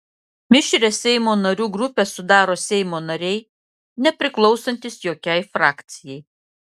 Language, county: Lithuanian, Klaipėda